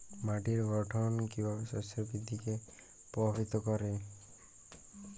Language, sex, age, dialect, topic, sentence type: Bengali, male, 18-24, Jharkhandi, agriculture, statement